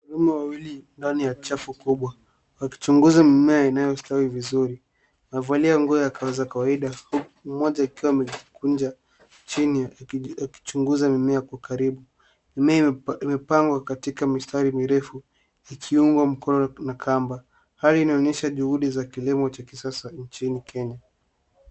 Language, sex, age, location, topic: Swahili, male, 18-24, Nairobi, agriculture